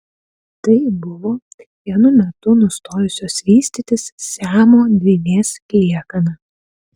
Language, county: Lithuanian, Utena